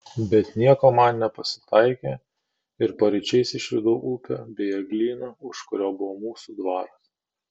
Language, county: Lithuanian, Kaunas